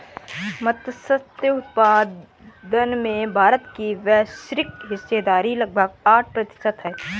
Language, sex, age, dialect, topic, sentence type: Hindi, female, 18-24, Awadhi Bundeli, agriculture, statement